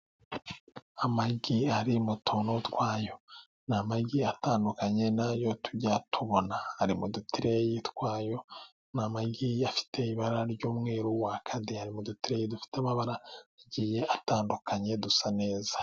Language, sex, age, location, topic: Kinyarwanda, male, 25-35, Musanze, agriculture